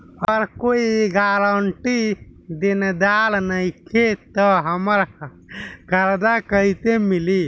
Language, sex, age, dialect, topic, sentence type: Bhojpuri, male, 18-24, Southern / Standard, banking, question